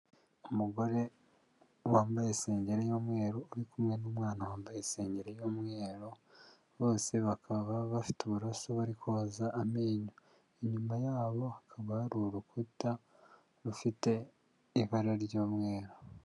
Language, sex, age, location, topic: Kinyarwanda, male, 36-49, Huye, health